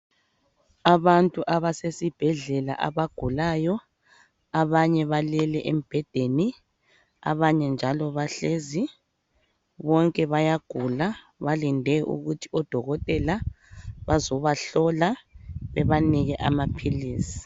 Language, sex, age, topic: North Ndebele, male, 25-35, health